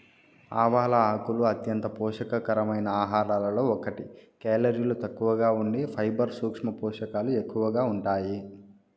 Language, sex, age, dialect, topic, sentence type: Telugu, male, 41-45, Southern, agriculture, statement